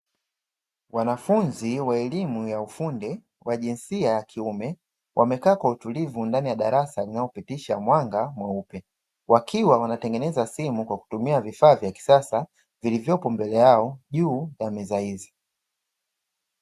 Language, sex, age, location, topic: Swahili, male, 25-35, Dar es Salaam, education